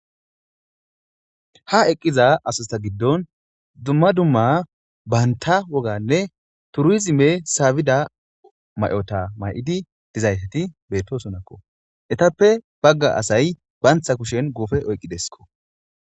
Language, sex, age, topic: Gamo, male, 18-24, government